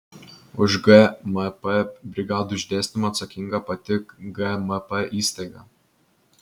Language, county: Lithuanian, Vilnius